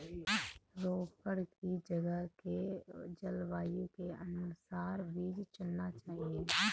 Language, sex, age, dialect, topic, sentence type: Hindi, female, 31-35, Kanauji Braj Bhasha, agriculture, statement